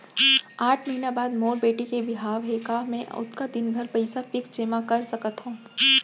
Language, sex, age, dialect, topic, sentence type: Chhattisgarhi, female, 25-30, Central, banking, question